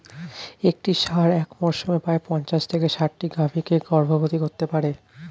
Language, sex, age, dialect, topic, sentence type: Bengali, male, 25-30, Standard Colloquial, agriculture, statement